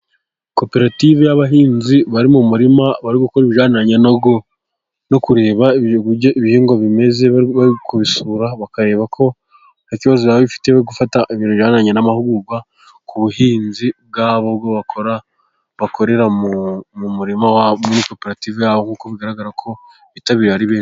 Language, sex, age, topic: Kinyarwanda, male, 18-24, agriculture